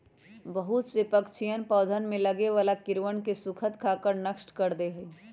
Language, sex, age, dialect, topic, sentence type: Magahi, female, 18-24, Western, agriculture, statement